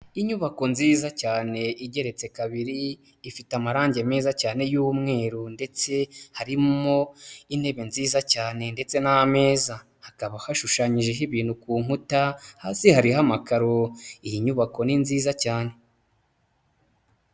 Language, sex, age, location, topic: Kinyarwanda, male, 25-35, Huye, health